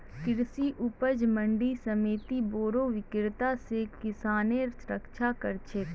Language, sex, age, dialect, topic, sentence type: Magahi, female, 25-30, Northeastern/Surjapuri, agriculture, statement